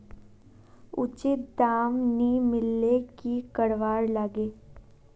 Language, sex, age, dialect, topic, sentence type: Magahi, female, 18-24, Northeastern/Surjapuri, agriculture, question